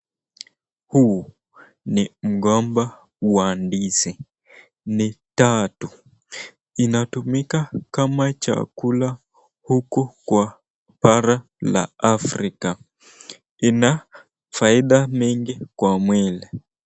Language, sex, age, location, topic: Swahili, male, 18-24, Nakuru, agriculture